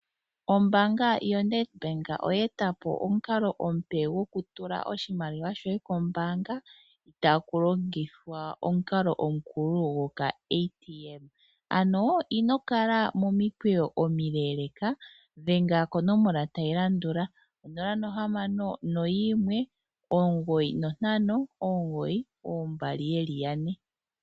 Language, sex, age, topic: Oshiwambo, female, 25-35, finance